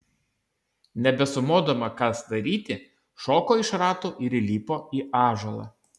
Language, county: Lithuanian, Kaunas